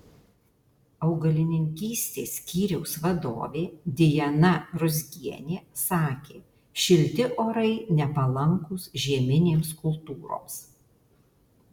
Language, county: Lithuanian, Alytus